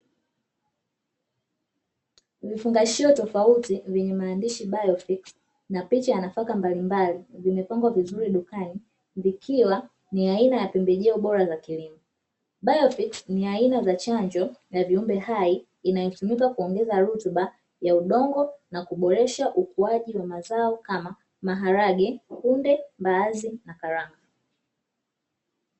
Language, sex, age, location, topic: Swahili, female, 25-35, Dar es Salaam, agriculture